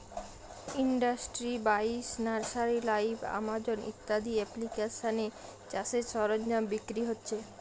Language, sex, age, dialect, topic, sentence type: Bengali, female, 31-35, Western, agriculture, statement